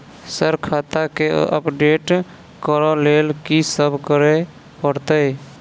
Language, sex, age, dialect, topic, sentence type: Maithili, male, 25-30, Southern/Standard, banking, question